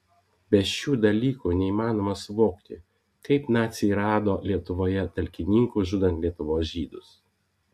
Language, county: Lithuanian, Vilnius